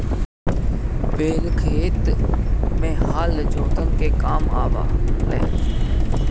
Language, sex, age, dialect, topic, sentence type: Bhojpuri, male, 25-30, Northern, agriculture, statement